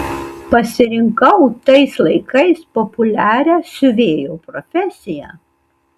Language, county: Lithuanian, Kaunas